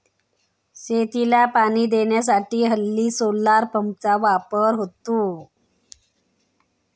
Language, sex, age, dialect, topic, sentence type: Marathi, female, 25-30, Standard Marathi, agriculture, statement